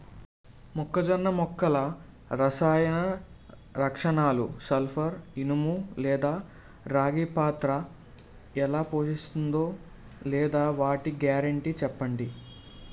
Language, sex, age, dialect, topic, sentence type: Telugu, male, 18-24, Utterandhra, agriculture, question